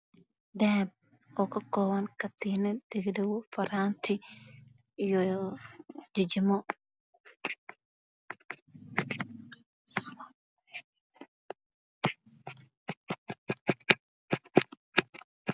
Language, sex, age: Somali, female, 18-24